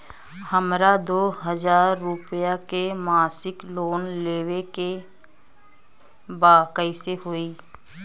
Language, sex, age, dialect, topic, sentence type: Bhojpuri, female, 25-30, Southern / Standard, banking, question